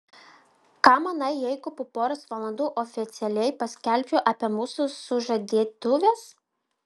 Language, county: Lithuanian, Vilnius